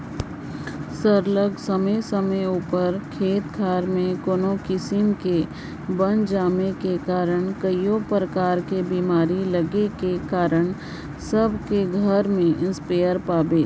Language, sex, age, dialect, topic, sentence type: Chhattisgarhi, female, 56-60, Northern/Bhandar, agriculture, statement